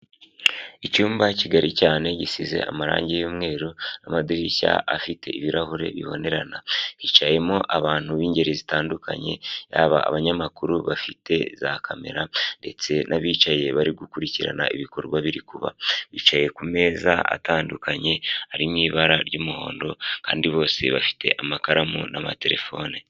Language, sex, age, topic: Kinyarwanda, male, 18-24, government